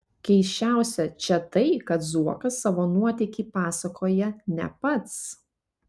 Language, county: Lithuanian, Panevėžys